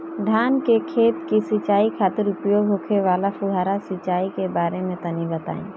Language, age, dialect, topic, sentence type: Bhojpuri, 25-30, Northern, agriculture, question